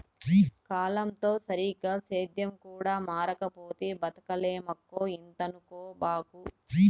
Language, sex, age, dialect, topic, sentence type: Telugu, female, 36-40, Southern, agriculture, statement